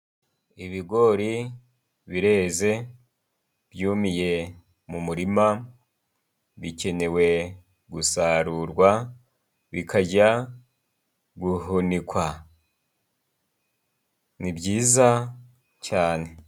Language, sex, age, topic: Kinyarwanda, male, 36-49, agriculture